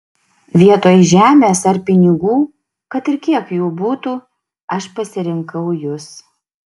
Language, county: Lithuanian, Šiauliai